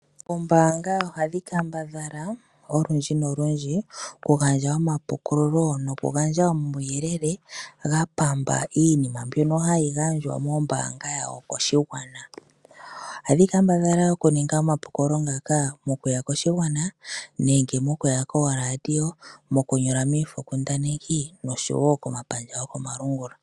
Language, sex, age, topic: Oshiwambo, female, 25-35, finance